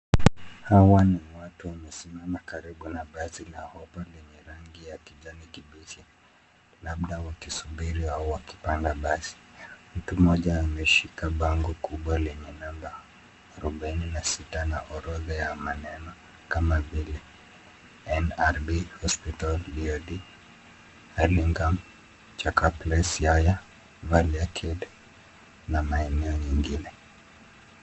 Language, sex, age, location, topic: Swahili, male, 25-35, Nairobi, government